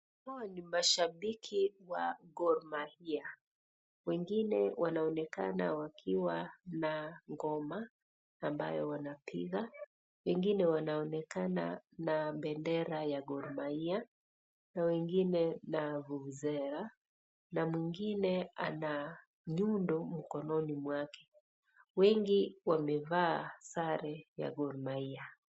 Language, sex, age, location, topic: Swahili, female, 36-49, Kisii, government